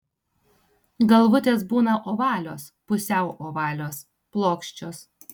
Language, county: Lithuanian, Tauragė